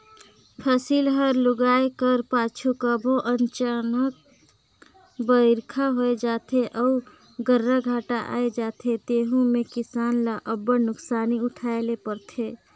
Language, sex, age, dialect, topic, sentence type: Chhattisgarhi, female, 56-60, Northern/Bhandar, agriculture, statement